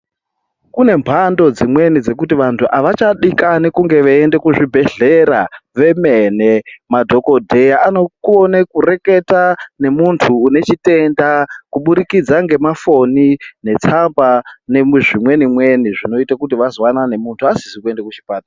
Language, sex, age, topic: Ndau, male, 25-35, health